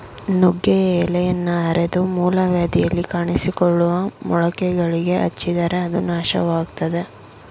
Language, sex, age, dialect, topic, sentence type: Kannada, female, 56-60, Mysore Kannada, agriculture, statement